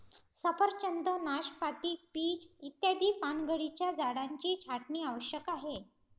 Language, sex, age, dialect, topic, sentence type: Marathi, female, 25-30, Varhadi, agriculture, statement